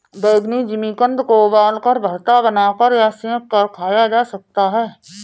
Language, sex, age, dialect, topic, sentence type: Hindi, female, 31-35, Awadhi Bundeli, agriculture, statement